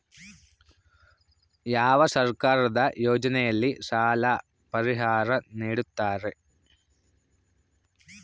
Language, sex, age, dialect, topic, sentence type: Kannada, male, 18-24, Central, agriculture, question